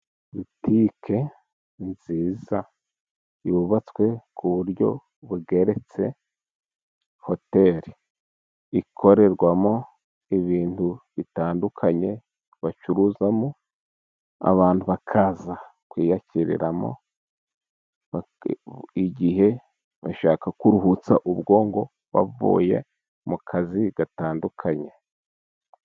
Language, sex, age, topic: Kinyarwanda, male, 36-49, finance